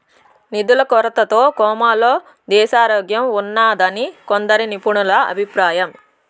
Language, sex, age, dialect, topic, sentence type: Telugu, female, 60-100, Southern, banking, statement